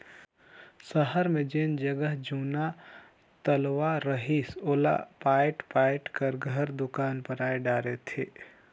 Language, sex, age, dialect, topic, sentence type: Chhattisgarhi, male, 56-60, Northern/Bhandar, agriculture, statement